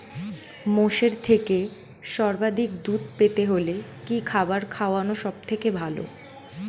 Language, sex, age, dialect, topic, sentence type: Bengali, female, 18-24, Standard Colloquial, agriculture, question